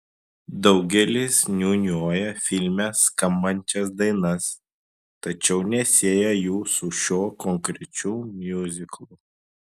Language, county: Lithuanian, Klaipėda